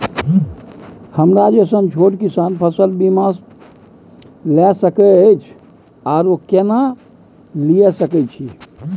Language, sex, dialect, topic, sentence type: Maithili, male, Bajjika, agriculture, question